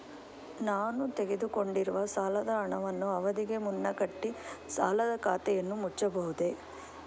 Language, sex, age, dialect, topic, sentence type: Kannada, female, 51-55, Mysore Kannada, banking, question